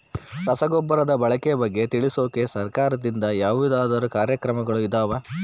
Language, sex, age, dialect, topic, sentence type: Kannada, male, 41-45, Central, agriculture, question